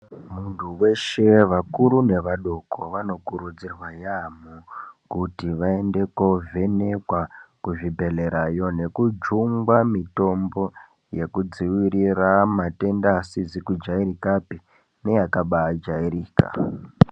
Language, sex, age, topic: Ndau, male, 18-24, health